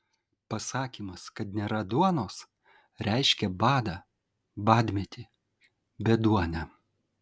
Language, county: Lithuanian, Kaunas